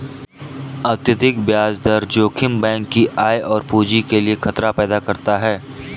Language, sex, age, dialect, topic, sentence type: Hindi, male, 25-30, Kanauji Braj Bhasha, banking, statement